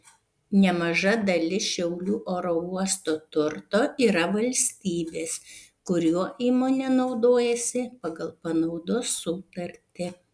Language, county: Lithuanian, Panevėžys